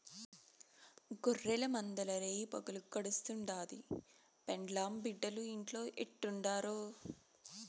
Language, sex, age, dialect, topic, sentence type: Telugu, female, 31-35, Southern, agriculture, statement